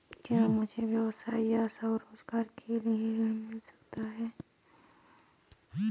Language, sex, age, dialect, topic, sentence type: Hindi, female, 18-24, Garhwali, banking, question